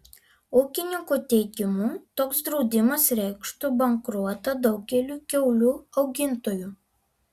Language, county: Lithuanian, Alytus